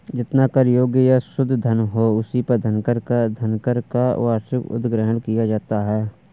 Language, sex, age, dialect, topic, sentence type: Hindi, male, 25-30, Awadhi Bundeli, banking, statement